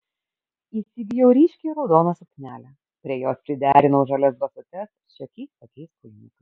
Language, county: Lithuanian, Kaunas